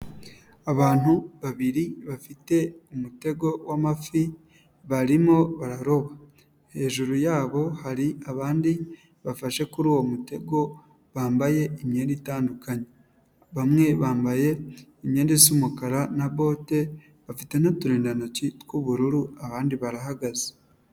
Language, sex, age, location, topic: Kinyarwanda, male, 18-24, Nyagatare, agriculture